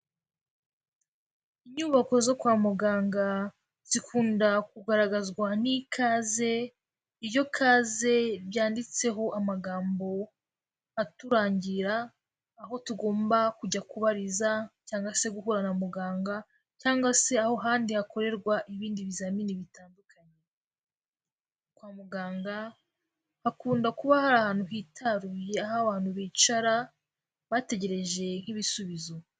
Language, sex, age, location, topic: Kinyarwanda, female, 18-24, Kigali, health